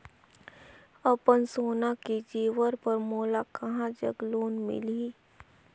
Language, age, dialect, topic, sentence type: Chhattisgarhi, 18-24, Northern/Bhandar, banking, statement